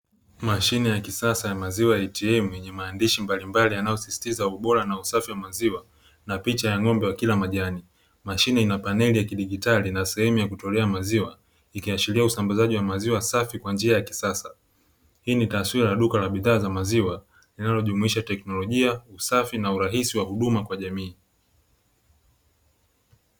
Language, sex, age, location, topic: Swahili, male, 25-35, Dar es Salaam, finance